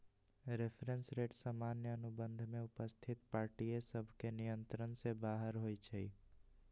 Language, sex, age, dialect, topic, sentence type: Magahi, male, 18-24, Western, banking, statement